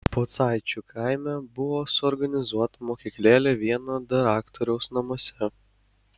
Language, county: Lithuanian, Kaunas